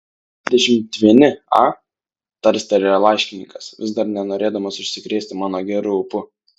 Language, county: Lithuanian, Vilnius